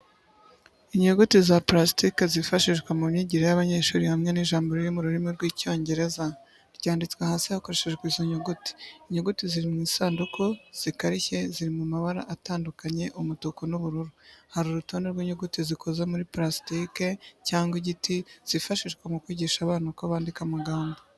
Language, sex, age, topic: Kinyarwanda, female, 25-35, education